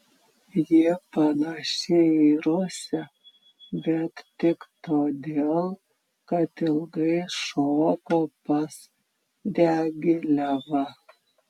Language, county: Lithuanian, Klaipėda